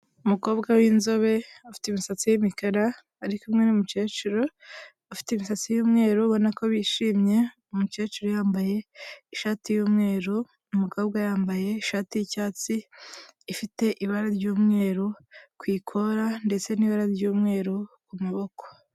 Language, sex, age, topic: Kinyarwanda, female, 18-24, health